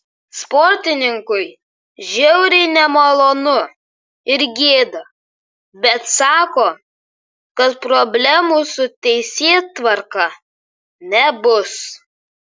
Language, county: Lithuanian, Kaunas